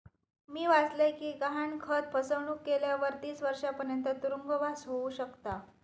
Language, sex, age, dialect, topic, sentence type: Marathi, female, 31-35, Southern Konkan, banking, statement